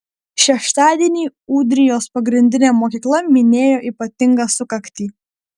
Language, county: Lithuanian, Vilnius